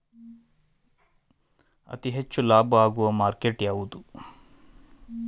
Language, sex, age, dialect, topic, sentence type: Kannada, male, 36-40, Dharwad Kannada, agriculture, question